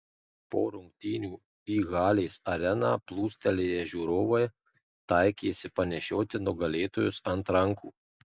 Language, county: Lithuanian, Marijampolė